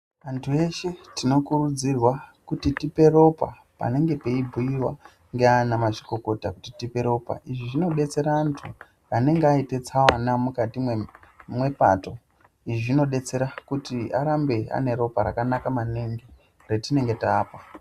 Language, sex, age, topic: Ndau, male, 25-35, health